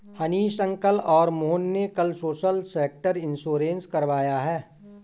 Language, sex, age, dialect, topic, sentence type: Hindi, male, 18-24, Marwari Dhudhari, banking, statement